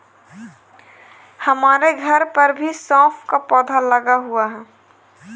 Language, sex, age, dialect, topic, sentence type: Hindi, female, 18-24, Kanauji Braj Bhasha, agriculture, statement